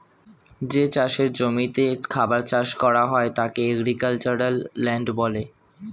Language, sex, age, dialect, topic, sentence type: Bengali, male, 18-24, Standard Colloquial, agriculture, statement